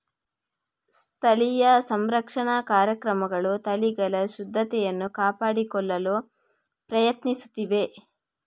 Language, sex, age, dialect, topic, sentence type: Kannada, female, 41-45, Coastal/Dakshin, agriculture, statement